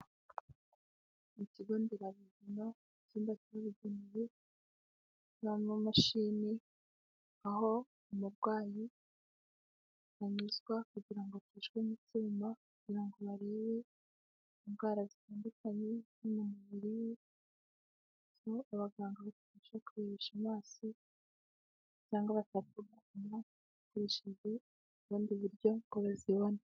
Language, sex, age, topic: Kinyarwanda, female, 18-24, health